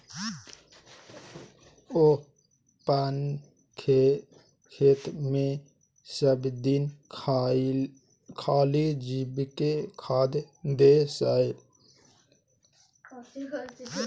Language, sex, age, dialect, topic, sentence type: Maithili, male, 25-30, Bajjika, agriculture, statement